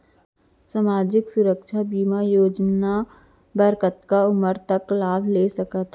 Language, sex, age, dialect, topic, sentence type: Chhattisgarhi, female, 25-30, Central, banking, question